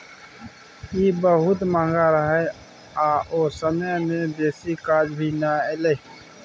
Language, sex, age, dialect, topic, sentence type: Maithili, male, 25-30, Bajjika, banking, statement